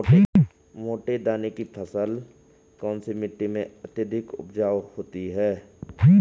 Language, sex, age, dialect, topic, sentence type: Hindi, male, 18-24, Garhwali, agriculture, question